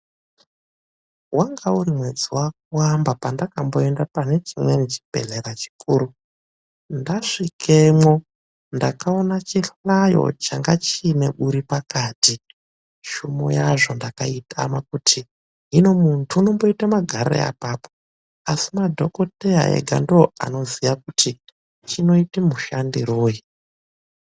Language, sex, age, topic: Ndau, male, 25-35, health